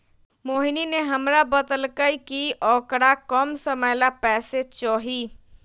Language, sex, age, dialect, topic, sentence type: Magahi, female, 25-30, Western, banking, statement